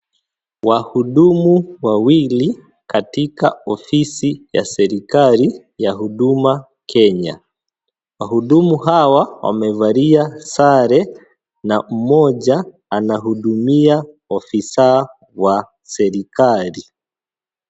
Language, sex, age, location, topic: Swahili, male, 25-35, Kisii, government